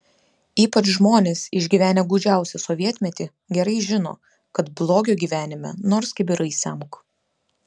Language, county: Lithuanian, Klaipėda